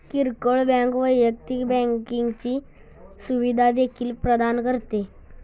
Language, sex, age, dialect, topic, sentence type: Marathi, male, 51-55, Standard Marathi, banking, statement